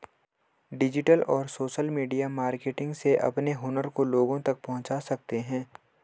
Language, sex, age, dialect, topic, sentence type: Hindi, male, 18-24, Hindustani Malvi Khadi Boli, banking, statement